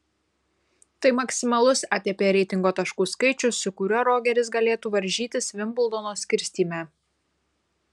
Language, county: Lithuanian, Kaunas